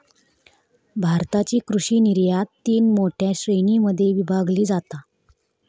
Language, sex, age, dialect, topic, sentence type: Marathi, female, 25-30, Southern Konkan, agriculture, statement